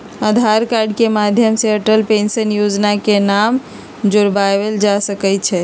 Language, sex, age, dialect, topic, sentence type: Magahi, female, 41-45, Western, banking, statement